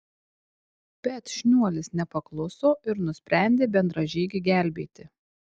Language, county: Lithuanian, Tauragė